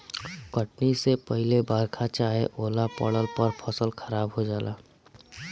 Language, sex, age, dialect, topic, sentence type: Bhojpuri, male, 18-24, Northern, agriculture, statement